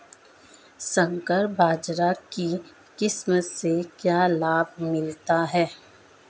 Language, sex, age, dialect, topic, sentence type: Hindi, female, 25-30, Marwari Dhudhari, agriculture, question